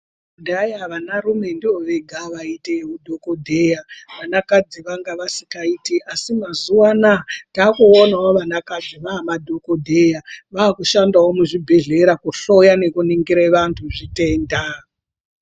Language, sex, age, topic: Ndau, male, 36-49, health